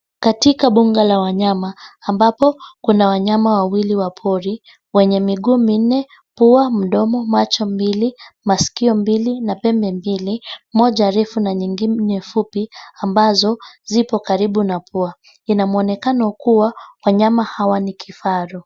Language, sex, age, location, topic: Swahili, female, 25-35, Nairobi, government